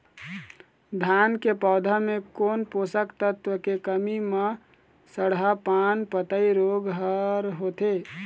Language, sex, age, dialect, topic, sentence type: Chhattisgarhi, male, 18-24, Eastern, agriculture, question